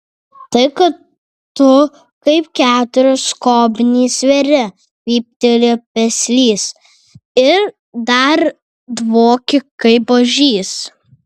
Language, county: Lithuanian, Vilnius